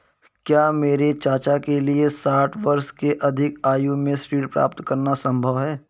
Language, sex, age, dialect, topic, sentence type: Hindi, male, 18-24, Kanauji Braj Bhasha, banking, statement